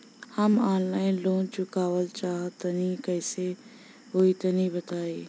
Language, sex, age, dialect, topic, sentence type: Bhojpuri, female, 25-30, Southern / Standard, banking, question